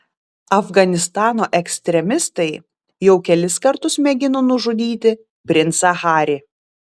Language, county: Lithuanian, Utena